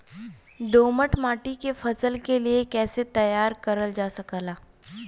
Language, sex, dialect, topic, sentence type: Bhojpuri, female, Western, agriculture, question